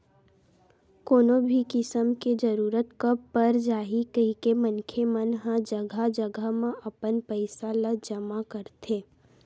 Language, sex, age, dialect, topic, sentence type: Chhattisgarhi, female, 18-24, Western/Budati/Khatahi, banking, statement